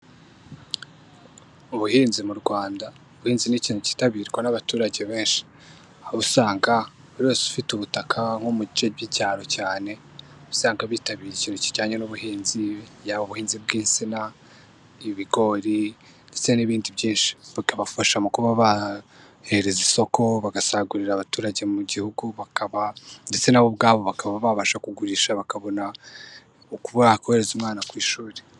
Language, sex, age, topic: Kinyarwanda, male, 18-24, agriculture